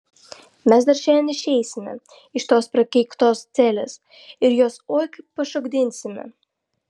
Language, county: Lithuanian, Vilnius